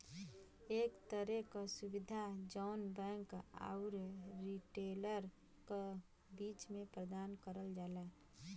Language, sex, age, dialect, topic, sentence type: Bhojpuri, female, 25-30, Western, banking, statement